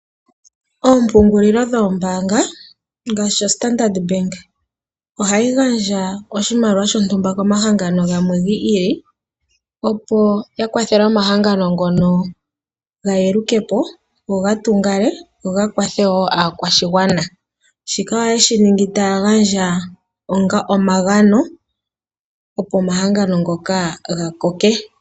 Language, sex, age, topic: Oshiwambo, female, 18-24, finance